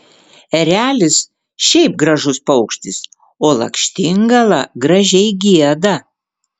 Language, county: Lithuanian, Vilnius